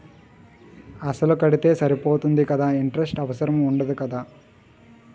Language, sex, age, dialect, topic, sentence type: Telugu, male, 18-24, Utterandhra, banking, question